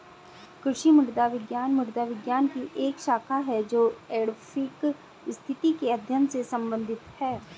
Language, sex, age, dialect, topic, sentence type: Hindi, female, 36-40, Hindustani Malvi Khadi Boli, agriculture, statement